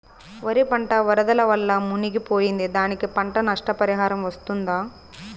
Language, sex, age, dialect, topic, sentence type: Telugu, female, 18-24, Southern, agriculture, question